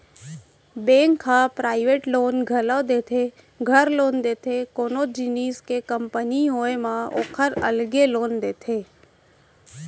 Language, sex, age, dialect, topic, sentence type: Chhattisgarhi, female, 18-24, Central, banking, statement